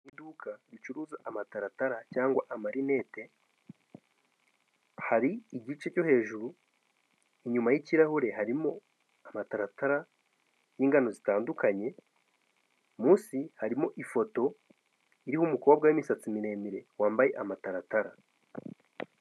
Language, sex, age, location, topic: Kinyarwanda, male, 18-24, Kigali, health